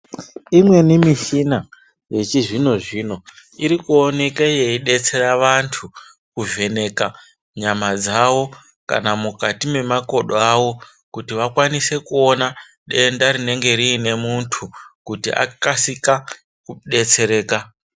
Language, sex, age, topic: Ndau, male, 36-49, health